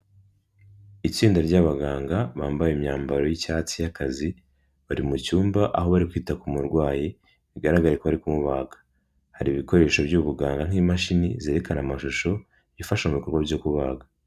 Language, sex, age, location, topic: Kinyarwanda, male, 18-24, Kigali, health